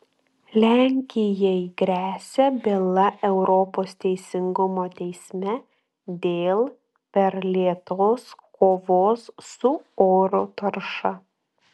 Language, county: Lithuanian, Klaipėda